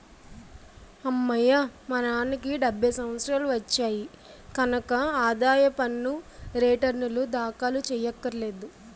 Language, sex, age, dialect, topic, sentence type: Telugu, male, 25-30, Utterandhra, banking, statement